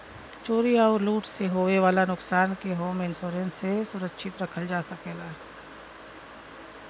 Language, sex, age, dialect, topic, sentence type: Bhojpuri, female, 41-45, Western, banking, statement